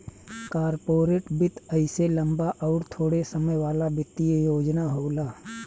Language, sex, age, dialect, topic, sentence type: Bhojpuri, male, 36-40, Southern / Standard, banking, statement